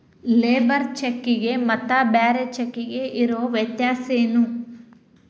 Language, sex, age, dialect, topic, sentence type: Kannada, female, 25-30, Dharwad Kannada, banking, statement